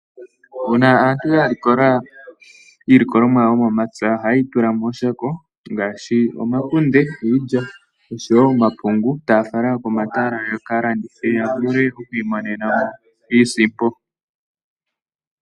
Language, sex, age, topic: Oshiwambo, male, 18-24, finance